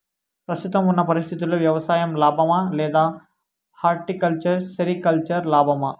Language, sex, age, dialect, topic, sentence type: Telugu, male, 18-24, Southern, agriculture, question